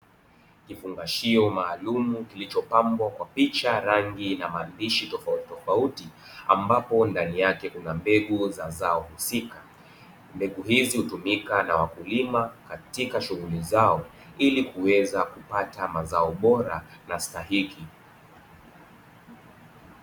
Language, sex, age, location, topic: Swahili, male, 25-35, Dar es Salaam, agriculture